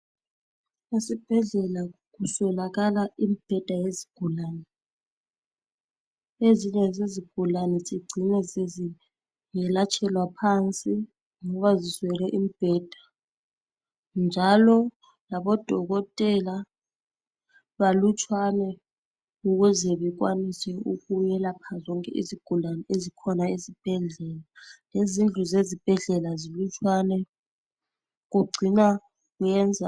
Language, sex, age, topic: North Ndebele, male, 18-24, health